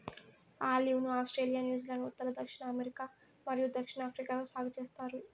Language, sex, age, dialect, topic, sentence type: Telugu, female, 18-24, Southern, agriculture, statement